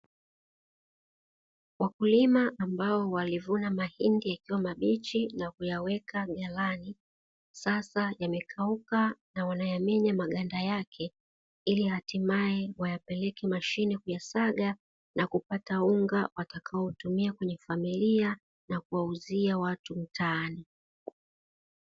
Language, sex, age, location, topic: Swahili, female, 36-49, Dar es Salaam, agriculture